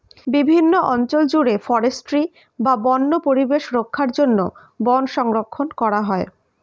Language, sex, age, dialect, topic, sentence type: Bengali, female, 31-35, Standard Colloquial, agriculture, statement